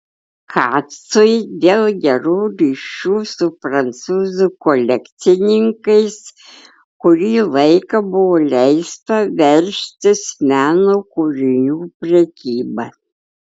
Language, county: Lithuanian, Klaipėda